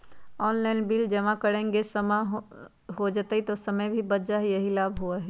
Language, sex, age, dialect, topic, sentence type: Magahi, female, 41-45, Western, banking, question